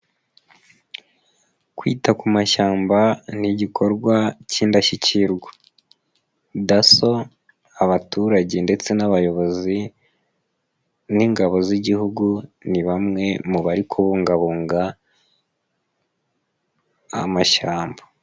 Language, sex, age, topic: Kinyarwanda, male, 25-35, agriculture